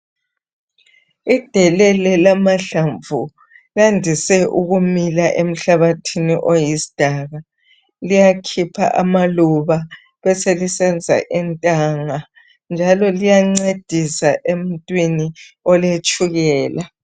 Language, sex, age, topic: North Ndebele, female, 50+, health